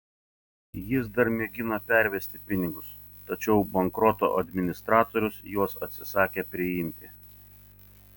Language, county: Lithuanian, Vilnius